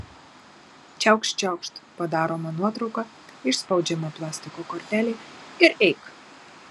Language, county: Lithuanian, Marijampolė